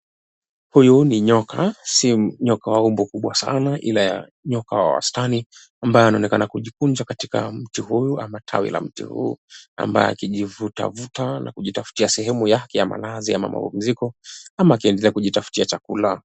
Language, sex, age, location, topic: Swahili, male, 18-24, Mombasa, agriculture